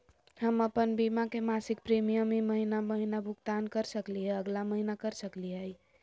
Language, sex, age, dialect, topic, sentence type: Magahi, female, 18-24, Southern, banking, question